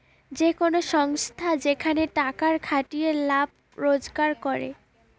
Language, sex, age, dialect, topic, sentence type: Bengali, female, 18-24, Western, banking, statement